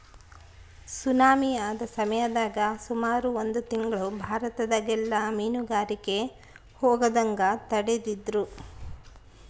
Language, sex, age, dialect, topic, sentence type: Kannada, female, 36-40, Central, agriculture, statement